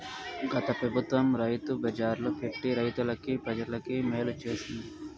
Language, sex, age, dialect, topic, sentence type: Telugu, male, 46-50, Southern, agriculture, statement